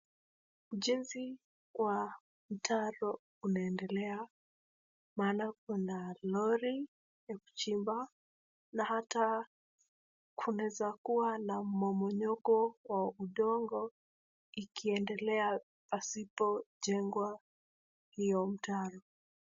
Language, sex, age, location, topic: Swahili, female, 18-24, Wajir, government